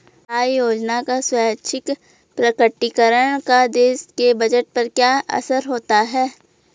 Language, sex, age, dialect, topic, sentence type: Hindi, female, 25-30, Garhwali, banking, statement